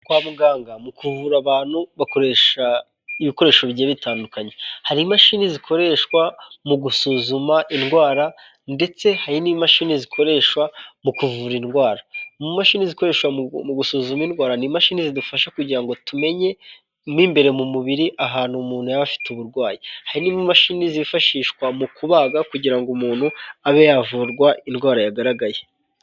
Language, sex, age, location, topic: Kinyarwanda, male, 18-24, Kigali, health